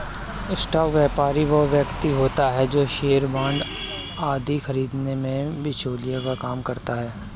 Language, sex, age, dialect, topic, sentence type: Hindi, male, 25-30, Kanauji Braj Bhasha, banking, statement